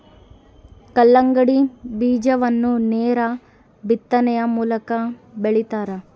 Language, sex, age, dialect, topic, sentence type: Kannada, female, 18-24, Central, agriculture, statement